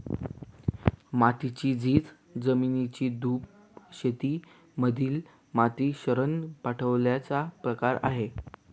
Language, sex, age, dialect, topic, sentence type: Marathi, male, 18-24, Northern Konkan, agriculture, statement